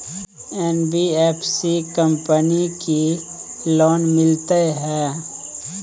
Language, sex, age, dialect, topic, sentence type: Maithili, male, 25-30, Bajjika, banking, question